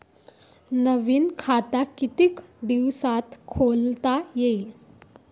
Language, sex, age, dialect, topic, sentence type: Marathi, female, 18-24, Varhadi, banking, question